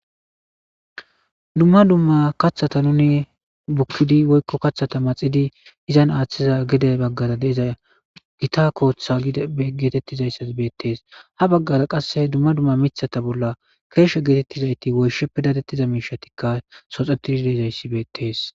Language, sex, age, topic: Gamo, male, 18-24, government